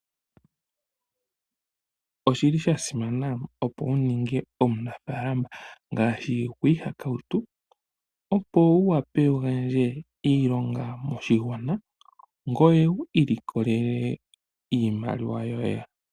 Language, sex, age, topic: Oshiwambo, male, 25-35, agriculture